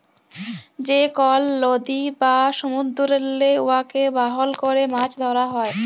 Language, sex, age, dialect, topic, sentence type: Bengali, female, 18-24, Jharkhandi, agriculture, statement